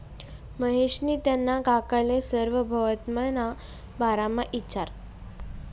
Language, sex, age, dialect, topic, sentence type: Marathi, female, 18-24, Northern Konkan, banking, statement